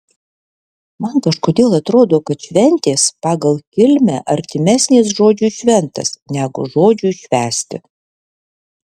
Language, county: Lithuanian, Alytus